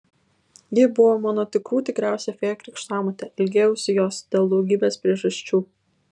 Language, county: Lithuanian, Vilnius